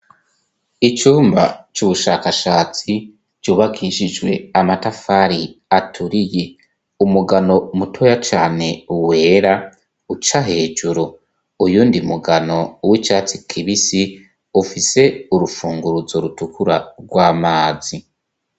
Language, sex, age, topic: Rundi, female, 25-35, education